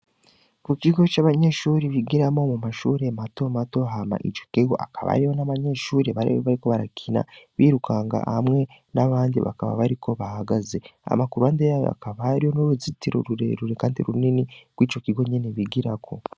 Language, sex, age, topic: Rundi, male, 18-24, education